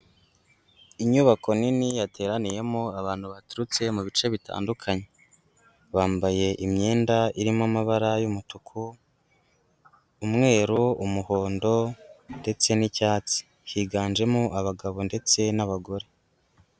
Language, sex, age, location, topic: Kinyarwanda, female, 25-35, Huye, education